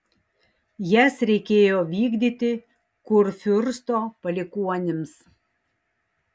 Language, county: Lithuanian, Tauragė